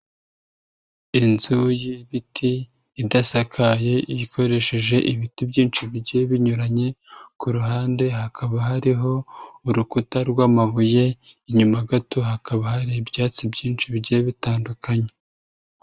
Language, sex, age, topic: Kinyarwanda, female, 36-49, government